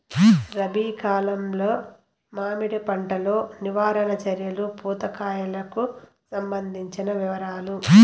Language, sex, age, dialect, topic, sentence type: Telugu, female, 36-40, Southern, agriculture, question